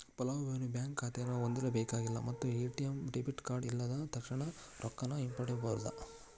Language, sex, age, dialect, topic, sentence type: Kannada, male, 41-45, Dharwad Kannada, banking, statement